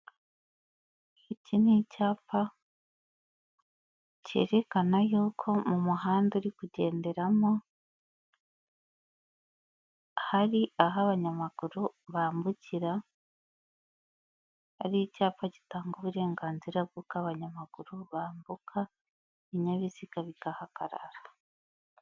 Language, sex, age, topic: Kinyarwanda, female, 25-35, government